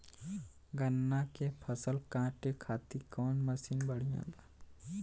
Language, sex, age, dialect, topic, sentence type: Bhojpuri, male, 18-24, Western, agriculture, question